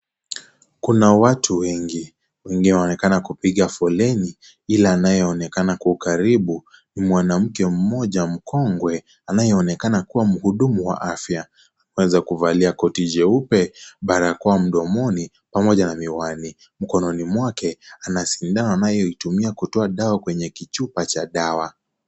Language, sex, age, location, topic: Swahili, male, 18-24, Kisii, health